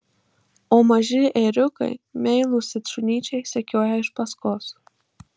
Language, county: Lithuanian, Marijampolė